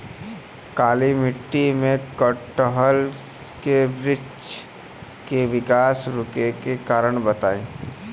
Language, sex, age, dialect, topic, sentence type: Bhojpuri, male, 18-24, Western, agriculture, question